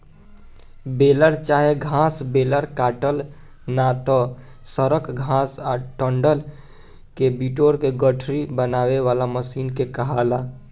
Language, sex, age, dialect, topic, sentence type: Bhojpuri, male, 18-24, Southern / Standard, agriculture, statement